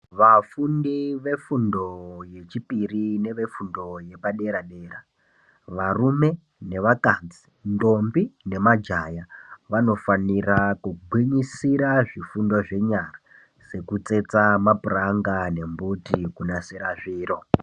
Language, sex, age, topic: Ndau, male, 18-24, education